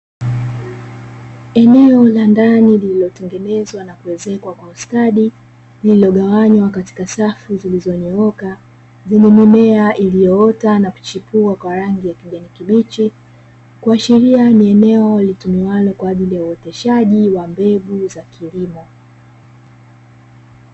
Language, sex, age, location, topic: Swahili, female, 25-35, Dar es Salaam, agriculture